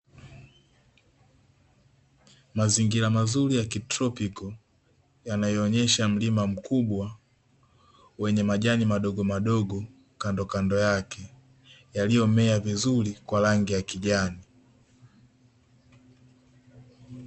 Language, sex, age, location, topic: Swahili, male, 18-24, Dar es Salaam, agriculture